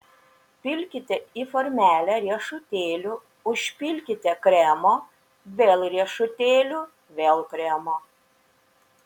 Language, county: Lithuanian, Šiauliai